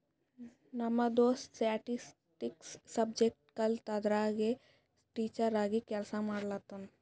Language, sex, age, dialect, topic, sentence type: Kannada, female, 25-30, Northeastern, banking, statement